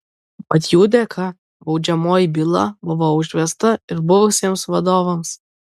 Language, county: Lithuanian, Kaunas